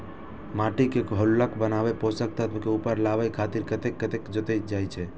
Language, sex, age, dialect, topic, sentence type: Maithili, male, 18-24, Eastern / Thethi, agriculture, statement